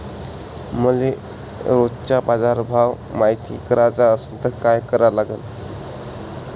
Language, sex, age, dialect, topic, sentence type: Marathi, male, 25-30, Varhadi, agriculture, question